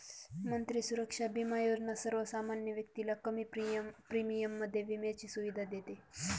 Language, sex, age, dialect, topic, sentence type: Marathi, female, 25-30, Northern Konkan, banking, statement